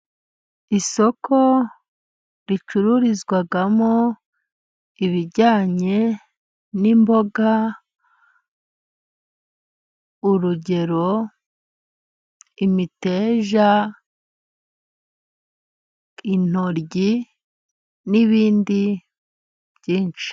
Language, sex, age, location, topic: Kinyarwanda, female, 25-35, Musanze, finance